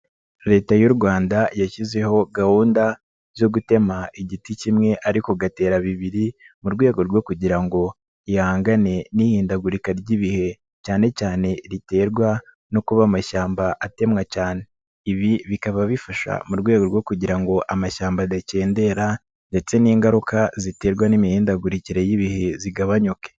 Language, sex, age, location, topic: Kinyarwanda, male, 25-35, Nyagatare, agriculture